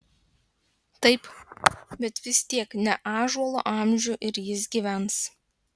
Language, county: Lithuanian, Klaipėda